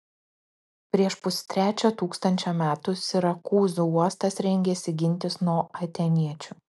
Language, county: Lithuanian, Klaipėda